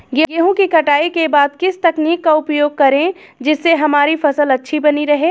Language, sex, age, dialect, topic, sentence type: Hindi, female, 25-30, Awadhi Bundeli, agriculture, question